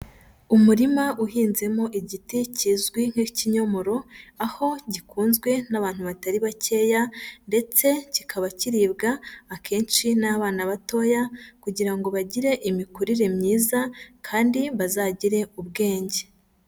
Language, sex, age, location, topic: Kinyarwanda, female, 25-35, Huye, agriculture